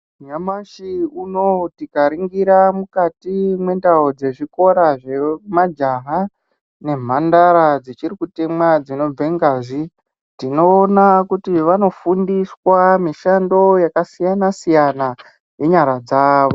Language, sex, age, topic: Ndau, male, 50+, education